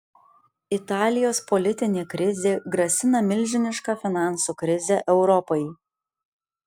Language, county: Lithuanian, Kaunas